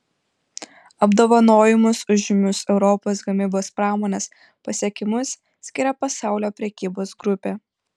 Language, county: Lithuanian, Panevėžys